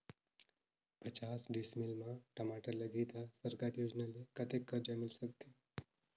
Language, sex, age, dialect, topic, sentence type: Chhattisgarhi, male, 18-24, Northern/Bhandar, agriculture, question